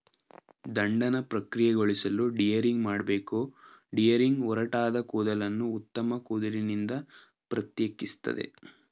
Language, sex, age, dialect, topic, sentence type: Kannada, male, 18-24, Mysore Kannada, agriculture, statement